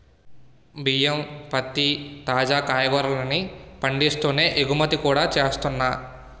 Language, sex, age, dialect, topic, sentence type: Telugu, male, 18-24, Utterandhra, agriculture, statement